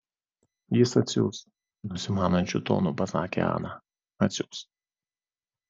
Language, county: Lithuanian, Vilnius